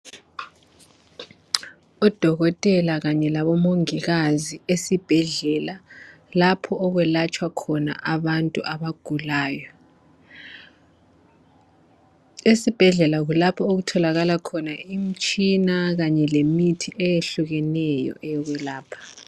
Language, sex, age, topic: North Ndebele, male, 25-35, health